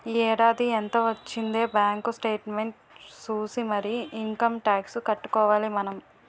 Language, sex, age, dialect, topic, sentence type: Telugu, female, 18-24, Utterandhra, banking, statement